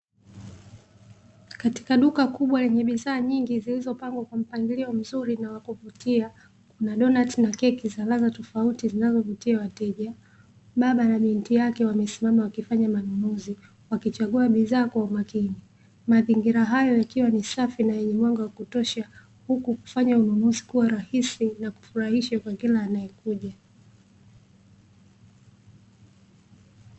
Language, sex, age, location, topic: Swahili, female, 25-35, Dar es Salaam, finance